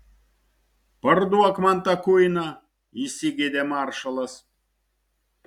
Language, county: Lithuanian, Šiauliai